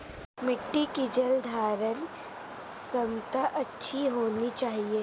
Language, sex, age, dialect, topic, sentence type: Hindi, female, 18-24, Marwari Dhudhari, agriculture, statement